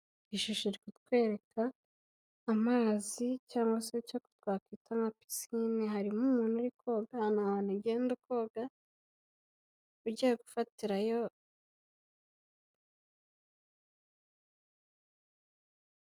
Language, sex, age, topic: Kinyarwanda, female, 18-24, finance